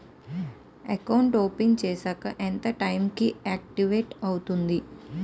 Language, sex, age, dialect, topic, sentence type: Telugu, female, 25-30, Utterandhra, banking, question